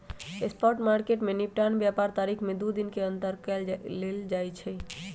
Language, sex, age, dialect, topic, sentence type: Magahi, male, 18-24, Western, banking, statement